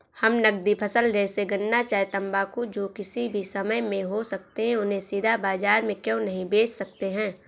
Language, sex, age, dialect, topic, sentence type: Hindi, female, 18-24, Awadhi Bundeli, agriculture, question